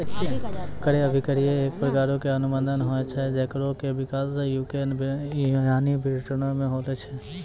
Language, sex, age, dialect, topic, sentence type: Maithili, male, 18-24, Angika, banking, statement